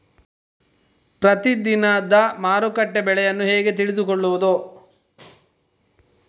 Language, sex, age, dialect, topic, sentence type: Kannada, male, 25-30, Coastal/Dakshin, agriculture, question